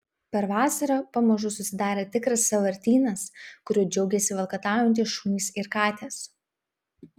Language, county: Lithuanian, Vilnius